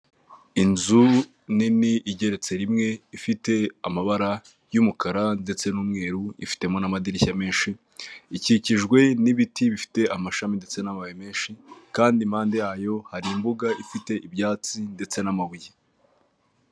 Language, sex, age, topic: Kinyarwanda, male, 18-24, finance